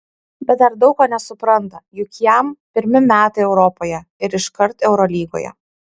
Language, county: Lithuanian, Kaunas